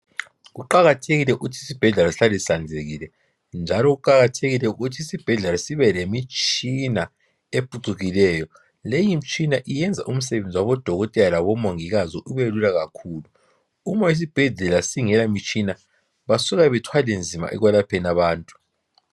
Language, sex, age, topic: North Ndebele, female, 36-49, health